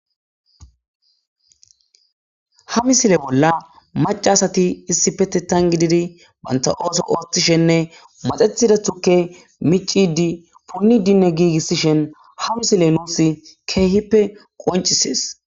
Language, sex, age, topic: Gamo, male, 18-24, agriculture